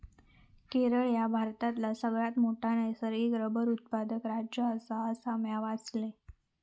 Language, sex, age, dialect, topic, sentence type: Marathi, female, 25-30, Southern Konkan, agriculture, statement